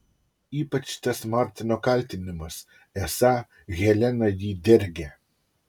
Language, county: Lithuanian, Utena